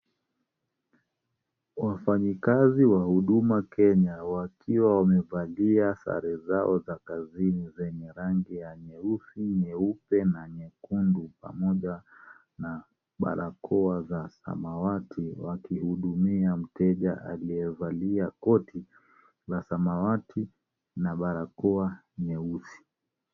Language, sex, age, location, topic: Swahili, male, 36-49, Kisumu, government